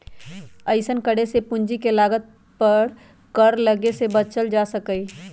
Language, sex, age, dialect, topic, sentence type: Magahi, female, 25-30, Western, banking, statement